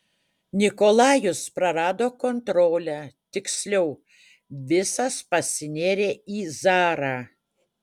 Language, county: Lithuanian, Utena